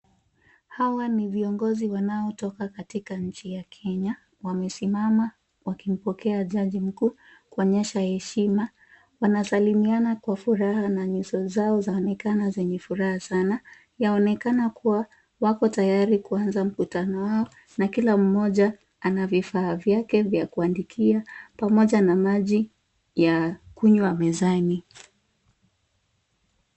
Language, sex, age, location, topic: Swahili, female, 25-35, Kisumu, government